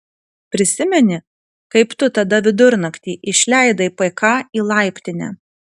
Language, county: Lithuanian, Kaunas